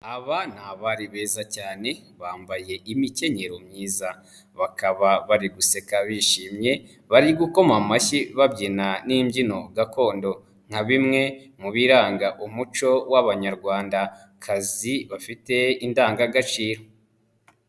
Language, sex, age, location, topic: Kinyarwanda, male, 18-24, Nyagatare, government